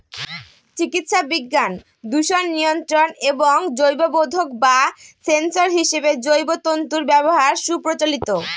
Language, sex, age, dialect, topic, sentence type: Bengali, female, 25-30, Northern/Varendri, agriculture, statement